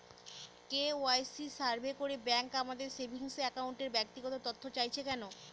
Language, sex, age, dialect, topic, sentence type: Bengali, female, 18-24, Northern/Varendri, banking, question